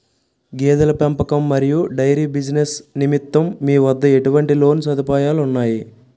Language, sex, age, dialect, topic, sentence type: Telugu, male, 18-24, Utterandhra, banking, question